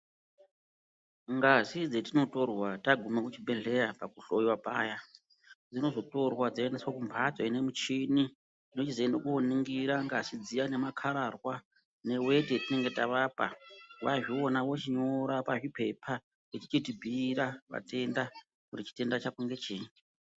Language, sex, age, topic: Ndau, female, 36-49, health